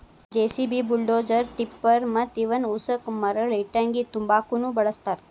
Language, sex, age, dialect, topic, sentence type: Kannada, female, 25-30, Dharwad Kannada, agriculture, statement